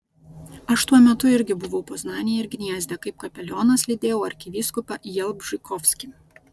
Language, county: Lithuanian, Vilnius